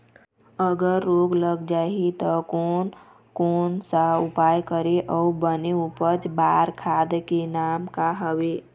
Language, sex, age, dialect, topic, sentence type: Chhattisgarhi, female, 25-30, Eastern, agriculture, question